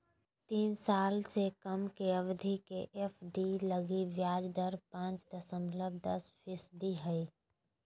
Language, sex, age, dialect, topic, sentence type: Magahi, female, 31-35, Southern, banking, statement